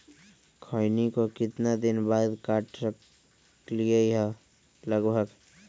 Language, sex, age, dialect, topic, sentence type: Magahi, female, 36-40, Western, agriculture, question